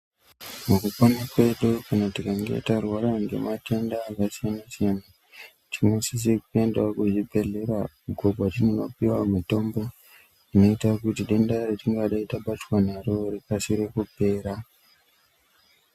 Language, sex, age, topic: Ndau, male, 25-35, health